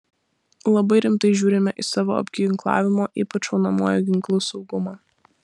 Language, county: Lithuanian, Vilnius